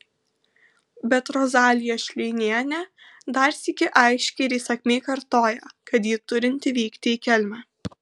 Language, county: Lithuanian, Kaunas